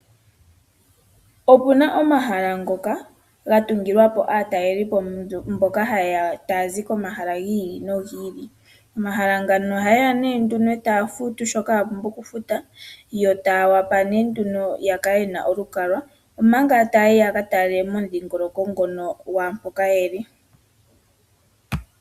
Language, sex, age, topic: Oshiwambo, female, 25-35, agriculture